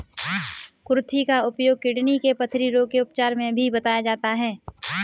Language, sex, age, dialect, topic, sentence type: Hindi, male, 36-40, Kanauji Braj Bhasha, agriculture, statement